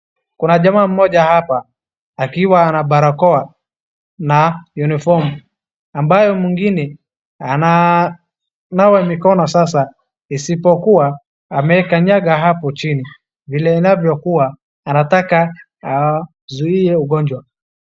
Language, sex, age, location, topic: Swahili, male, 36-49, Wajir, health